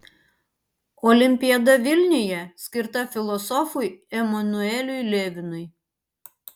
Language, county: Lithuanian, Panevėžys